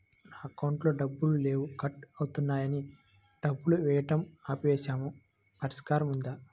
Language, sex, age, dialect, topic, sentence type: Telugu, male, 25-30, Central/Coastal, banking, question